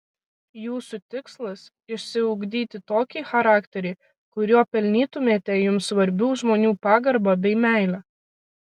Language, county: Lithuanian, Kaunas